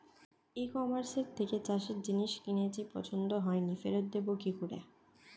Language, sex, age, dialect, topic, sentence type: Bengali, female, 18-24, Standard Colloquial, agriculture, question